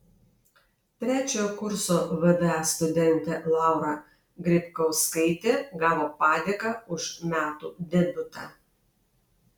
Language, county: Lithuanian, Alytus